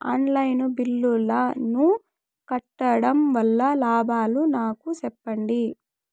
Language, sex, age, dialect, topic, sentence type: Telugu, female, 18-24, Southern, banking, question